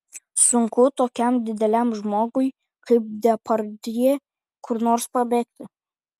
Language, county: Lithuanian, Kaunas